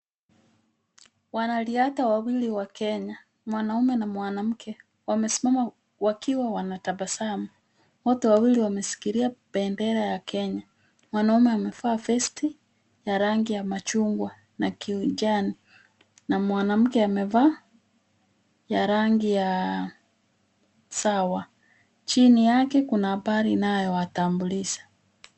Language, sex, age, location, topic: Swahili, female, 50+, Kisumu, education